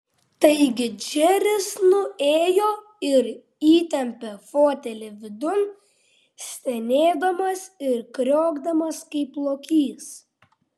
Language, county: Lithuanian, Vilnius